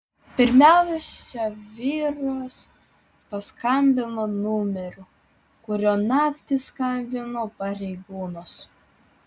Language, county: Lithuanian, Vilnius